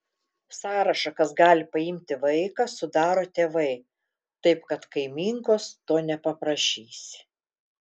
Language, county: Lithuanian, Telšiai